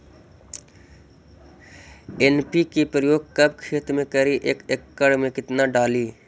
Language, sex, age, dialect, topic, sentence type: Magahi, male, 60-100, Central/Standard, agriculture, question